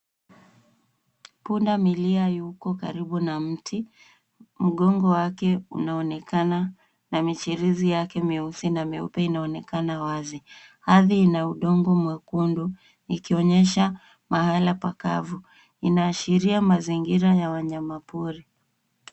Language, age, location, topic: Swahili, 36-49, Nairobi, government